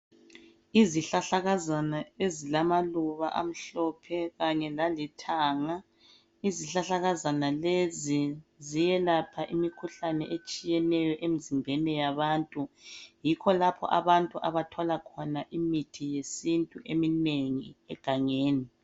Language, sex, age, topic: North Ndebele, female, 36-49, health